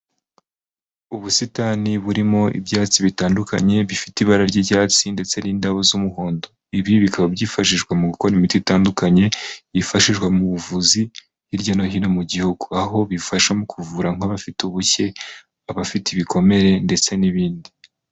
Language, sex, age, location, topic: Kinyarwanda, male, 25-35, Huye, health